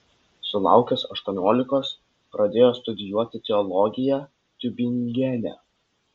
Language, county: Lithuanian, Vilnius